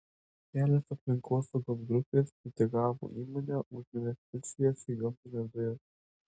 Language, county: Lithuanian, Tauragė